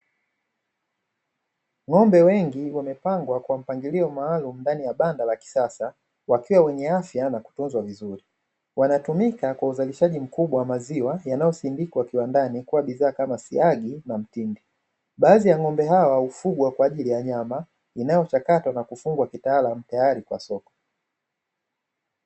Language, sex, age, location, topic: Swahili, male, 25-35, Dar es Salaam, agriculture